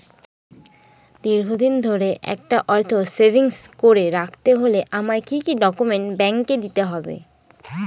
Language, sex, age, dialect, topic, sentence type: Bengali, female, 18-24, Northern/Varendri, banking, question